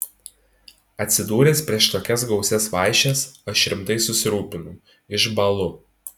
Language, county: Lithuanian, Tauragė